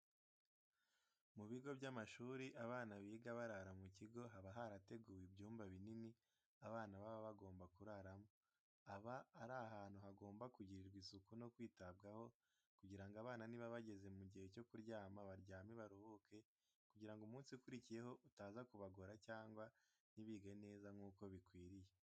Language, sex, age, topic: Kinyarwanda, male, 18-24, education